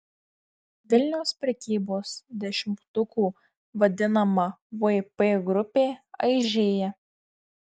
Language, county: Lithuanian, Marijampolė